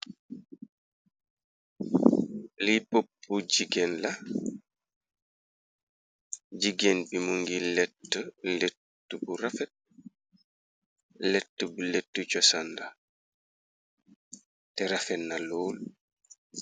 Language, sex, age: Wolof, male, 36-49